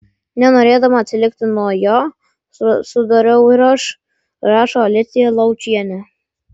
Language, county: Lithuanian, Vilnius